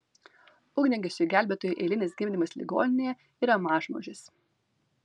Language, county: Lithuanian, Vilnius